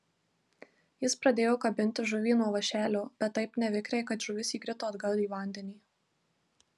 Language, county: Lithuanian, Marijampolė